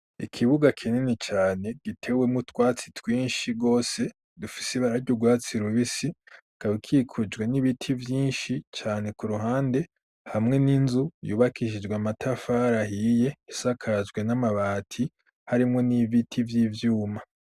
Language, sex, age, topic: Rundi, male, 18-24, education